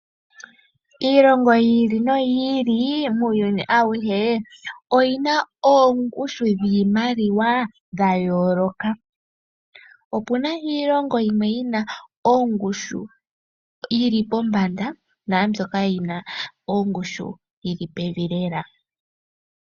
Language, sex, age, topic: Oshiwambo, female, 18-24, finance